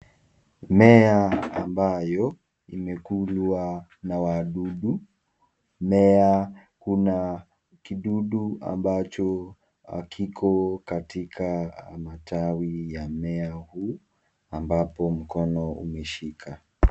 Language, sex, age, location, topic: Swahili, male, 25-35, Nakuru, agriculture